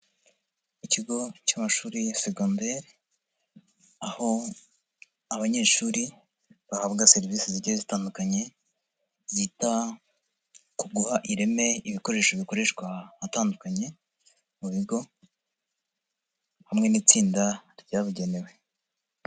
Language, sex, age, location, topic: Kinyarwanda, male, 50+, Nyagatare, education